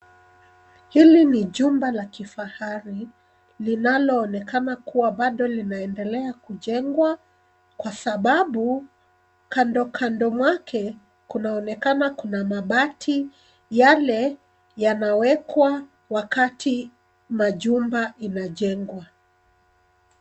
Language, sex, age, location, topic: Swahili, female, 36-49, Nairobi, finance